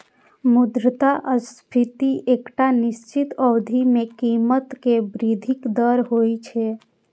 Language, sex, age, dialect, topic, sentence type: Maithili, female, 25-30, Eastern / Thethi, banking, statement